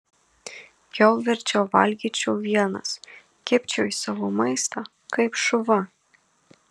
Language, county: Lithuanian, Marijampolė